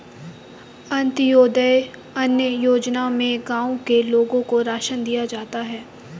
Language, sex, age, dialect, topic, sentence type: Hindi, female, 18-24, Kanauji Braj Bhasha, agriculture, statement